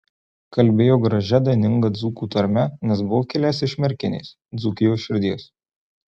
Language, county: Lithuanian, Marijampolė